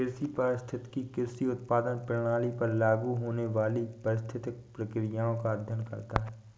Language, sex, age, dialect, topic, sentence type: Hindi, male, 18-24, Awadhi Bundeli, agriculture, statement